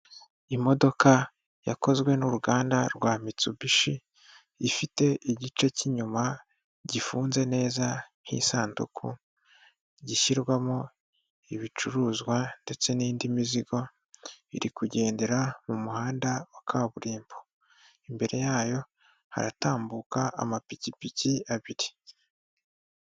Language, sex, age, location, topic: Kinyarwanda, male, 25-35, Huye, government